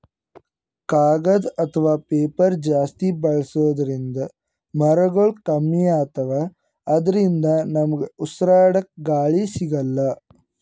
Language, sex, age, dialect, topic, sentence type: Kannada, female, 25-30, Northeastern, agriculture, statement